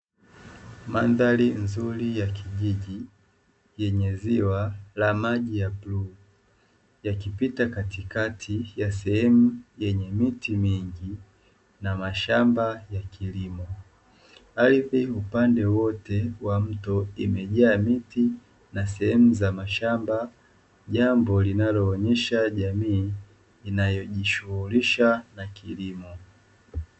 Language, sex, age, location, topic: Swahili, male, 25-35, Dar es Salaam, agriculture